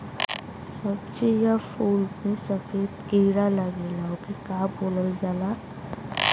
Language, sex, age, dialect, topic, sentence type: Bhojpuri, male, 25-30, Western, agriculture, question